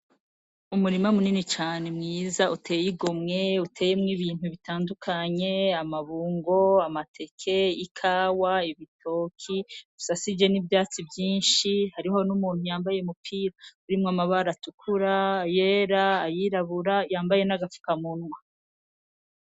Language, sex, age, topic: Rundi, female, 36-49, agriculture